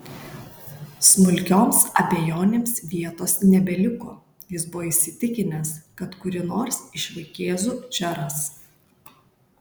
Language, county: Lithuanian, Kaunas